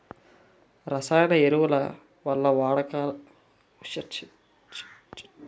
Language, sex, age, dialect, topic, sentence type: Telugu, male, 18-24, Utterandhra, agriculture, question